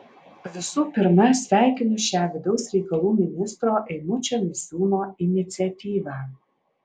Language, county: Lithuanian, Alytus